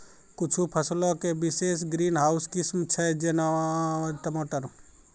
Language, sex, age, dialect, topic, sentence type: Maithili, male, 36-40, Angika, agriculture, statement